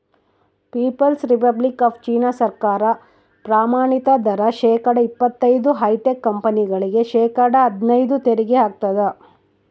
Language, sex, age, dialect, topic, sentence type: Kannada, female, 56-60, Central, banking, statement